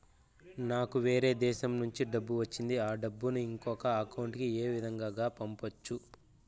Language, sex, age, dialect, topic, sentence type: Telugu, male, 41-45, Southern, banking, question